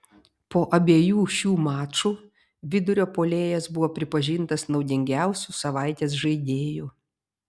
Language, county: Lithuanian, Vilnius